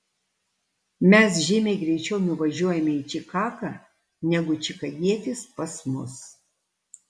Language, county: Lithuanian, Alytus